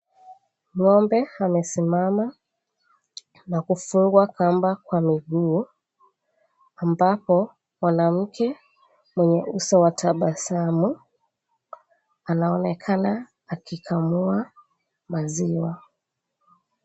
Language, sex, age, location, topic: Swahili, female, 25-35, Mombasa, agriculture